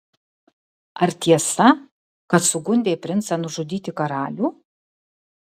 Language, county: Lithuanian, Kaunas